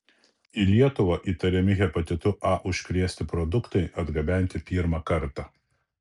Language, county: Lithuanian, Kaunas